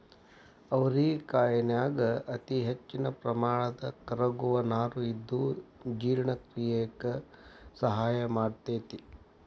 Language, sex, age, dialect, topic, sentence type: Kannada, male, 60-100, Dharwad Kannada, agriculture, statement